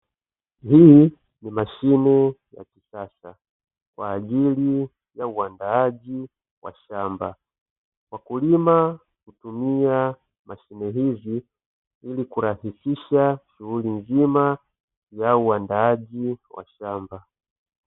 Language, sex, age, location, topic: Swahili, male, 25-35, Dar es Salaam, agriculture